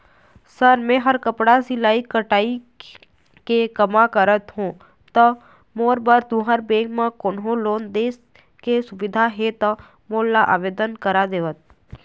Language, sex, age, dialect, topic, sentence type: Chhattisgarhi, female, 25-30, Eastern, banking, question